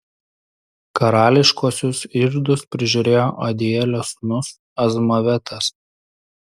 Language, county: Lithuanian, Klaipėda